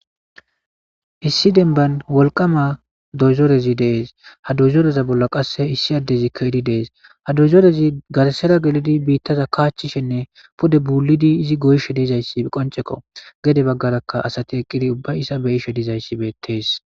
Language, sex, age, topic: Gamo, male, 18-24, government